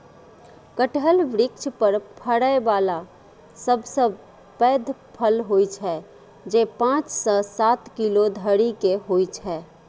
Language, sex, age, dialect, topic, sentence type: Maithili, female, 36-40, Eastern / Thethi, agriculture, statement